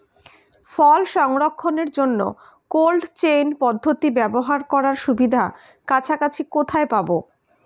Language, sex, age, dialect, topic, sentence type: Bengali, female, 31-35, Standard Colloquial, agriculture, question